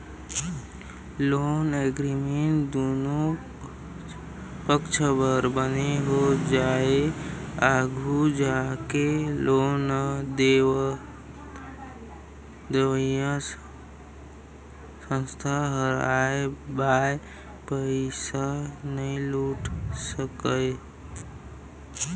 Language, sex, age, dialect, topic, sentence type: Chhattisgarhi, male, 25-30, Eastern, banking, statement